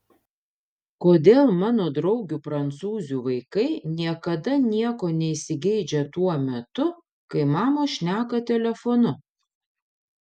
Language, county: Lithuanian, Panevėžys